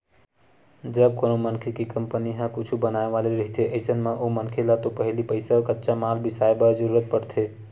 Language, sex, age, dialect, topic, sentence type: Chhattisgarhi, male, 25-30, Western/Budati/Khatahi, banking, statement